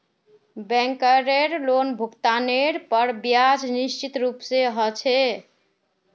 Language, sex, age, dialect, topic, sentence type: Magahi, female, 41-45, Northeastern/Surjapuri, banking, statement